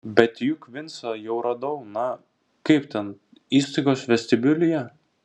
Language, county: Lithuanian, Vilnius